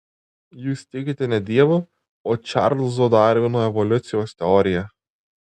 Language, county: Lithuanian, Tauragė